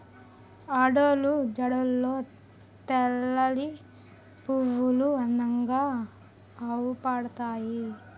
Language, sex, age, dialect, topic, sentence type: Telugu, male, 18-24, Utterandhra, agriculture, statement